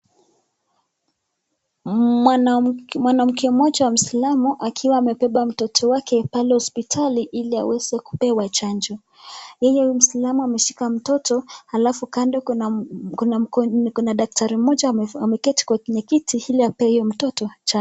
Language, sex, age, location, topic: Swahili, female, 25-35, Nakuru, health